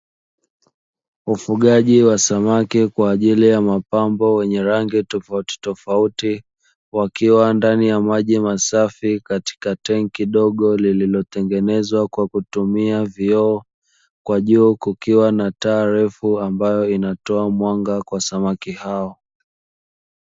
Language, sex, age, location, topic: Swahili, male, 25-35, Dar es Salaam, agriculture